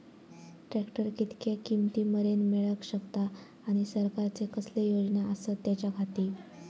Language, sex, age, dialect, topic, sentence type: Marathi, female, 25-30, Southern Konkan, agriculture, question